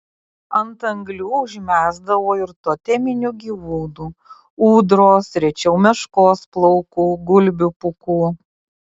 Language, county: Lithuanian, Kaunas